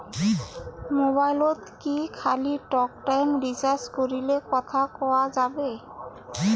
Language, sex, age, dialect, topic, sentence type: Bengali, female, 31-35, Rajbangshi, banking, question